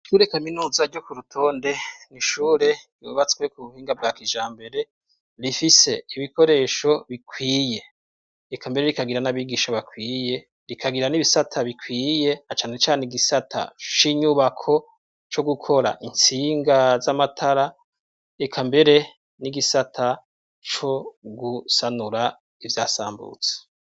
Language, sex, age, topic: Rundi, male, 36-49, education